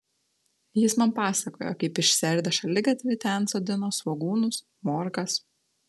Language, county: Lithuanian, Telšiai